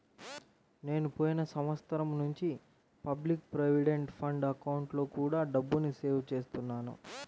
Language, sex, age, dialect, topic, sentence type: Telugu, male, 18-24, Central/Coastal, banking, statement